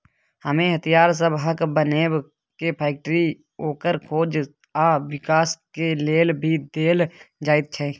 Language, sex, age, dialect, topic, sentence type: Maithili, male, 31-35, Bajjika, banking, statement